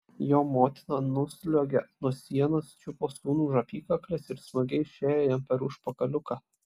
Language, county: Lithuanian, Klaipėda